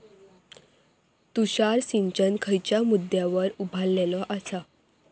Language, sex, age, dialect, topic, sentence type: Marathi, female, 25-30, Southern Konkan, agriculture, question